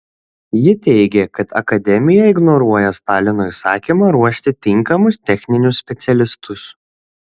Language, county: Lithuanian, Šiauliai